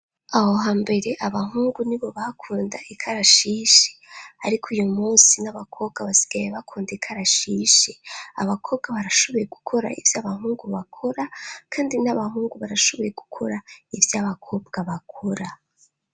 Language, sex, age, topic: Rundi, female, 25-35, education